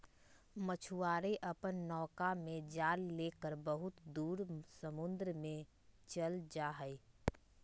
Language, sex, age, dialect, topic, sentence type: Magahi, female, 25-30, Western, agriculture, statement